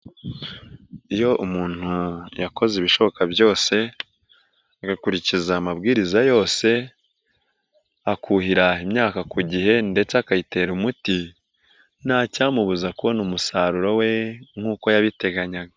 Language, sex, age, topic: Kinyarwanda, male, 18-24, agriculture